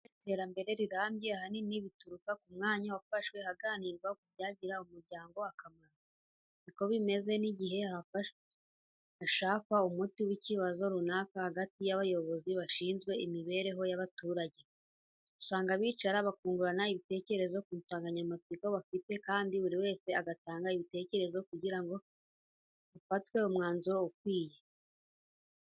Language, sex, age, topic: Kinyarwanda, female, 18-24, education